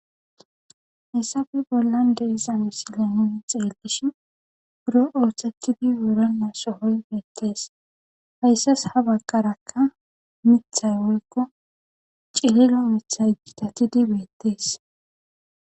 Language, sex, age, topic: Gamo, female, 18-24, government